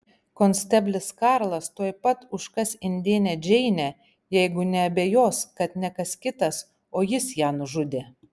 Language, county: Lithuanian, Panevėžys